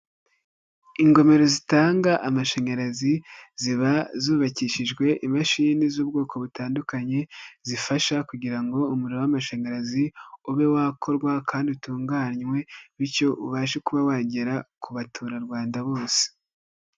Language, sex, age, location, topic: Kinyarwanda, female, 18-24, Nyagatare, government